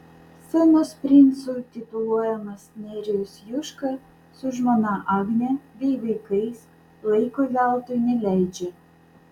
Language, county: Lithuanian, Vilnius